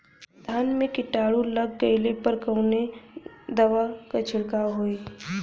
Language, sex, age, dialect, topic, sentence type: Bhojpuri, female, 18-24, Western, agriculture, question